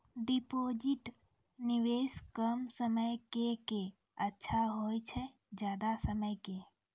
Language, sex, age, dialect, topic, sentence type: Maithili, female, 25-30, Angika, banking, question